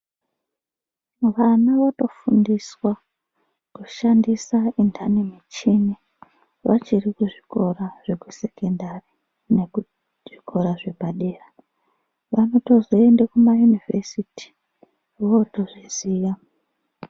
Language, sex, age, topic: Ndau, female, 36-49, education